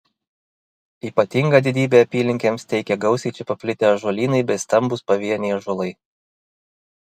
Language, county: Lithuanian, Vilnius